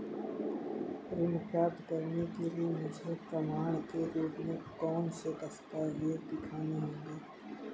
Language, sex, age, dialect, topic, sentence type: Hindi, male, 18-24, Kanauji Braj Bhasha, banking, statement